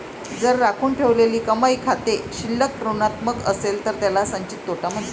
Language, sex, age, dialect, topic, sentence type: Marathi, female, 56-60, Varhadi, banking, statement